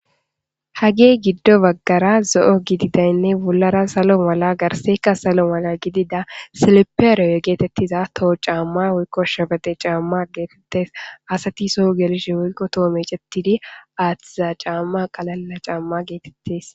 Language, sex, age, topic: Gamo, female, 25-35, government